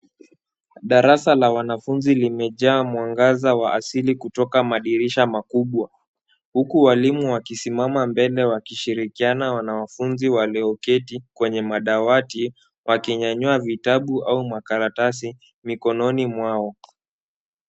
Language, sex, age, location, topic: Swahili, male, 18-24, Kisumu, health